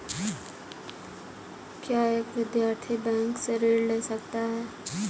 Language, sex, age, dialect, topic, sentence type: Hindi, female, 18-24, Kanauji Braj Bhasha, banking, question